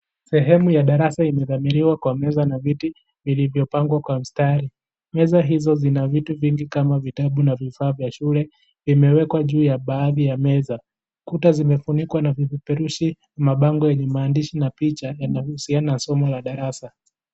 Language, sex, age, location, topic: Swahili, male, 18-24, Kisii, education